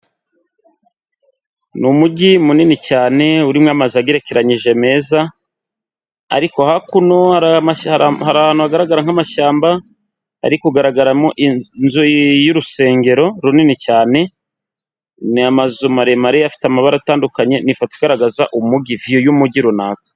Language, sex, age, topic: Kinyarwanda, male, 25-35, government